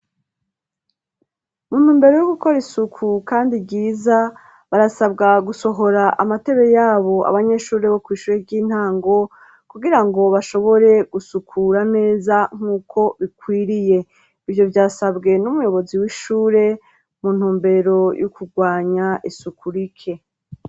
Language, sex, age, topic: Rundi, female, 36-49, education